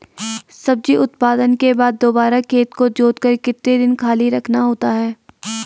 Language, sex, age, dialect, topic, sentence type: Hindi, female, 18-24, Garhwali, agriculture, question